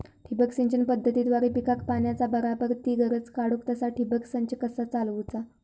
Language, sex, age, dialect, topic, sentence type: Marathi, female, 18-24, Southern Konkan, agriculture, question